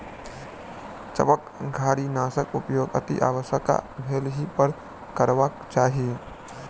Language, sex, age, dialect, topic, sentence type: Maithili, male, 18-24, Southern/Standard, agriculture, statement